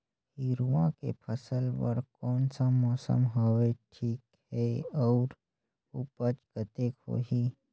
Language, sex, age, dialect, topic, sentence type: Chhattisgarhi, male, 25-30, Northern/Bhandar, agriculture, question